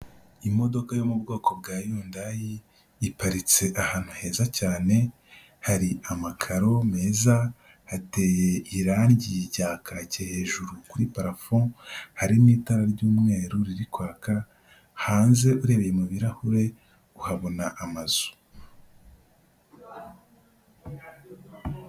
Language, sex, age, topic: Kinyarwanda, male, 18-24, finance